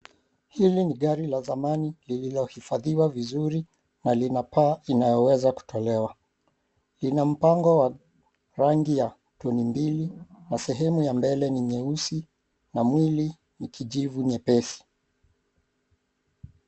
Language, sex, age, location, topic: Swahili, male, 36-49, Mombasa, finance